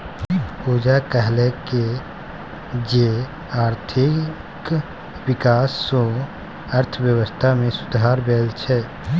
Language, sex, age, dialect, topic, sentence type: Maithili, male, 18-24, Bajjika, banking, statement